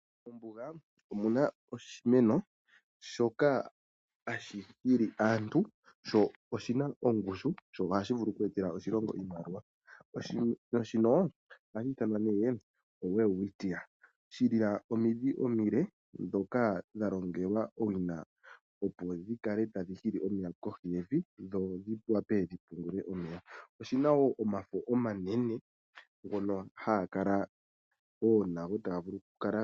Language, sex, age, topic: Oshiwambo, male, 25-35, agriculture